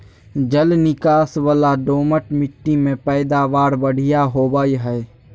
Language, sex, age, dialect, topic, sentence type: Magahi, male, 18-24, Southern, agriculture, statement